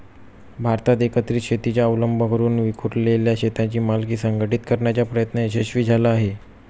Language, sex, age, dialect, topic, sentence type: Marathi, male, 25-30, Standard Marathi, agriculture, statement